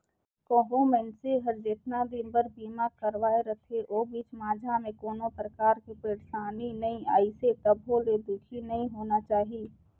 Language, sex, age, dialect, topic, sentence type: Chhattisgarhi, female, 60-100, Northern/Bhandar, banking, statement